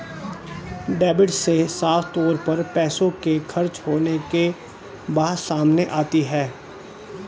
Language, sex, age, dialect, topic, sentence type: Hindi, male, 36-40, Hindustani Malvi Khadi Boli, banking, statement